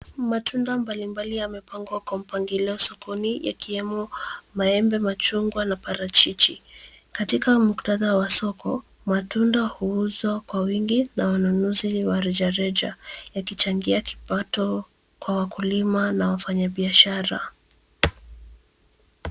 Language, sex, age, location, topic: Swahili, female, 25-35, Nairobi, finance